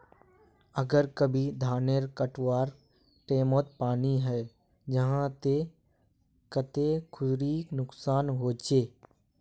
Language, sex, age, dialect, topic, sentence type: Magahi, male, 18-24, Northeastern/Surjapuri, agriculture, question